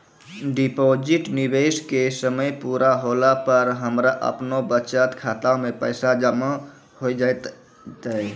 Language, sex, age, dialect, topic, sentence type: Maithili, female, 25-30, Angika, banking, question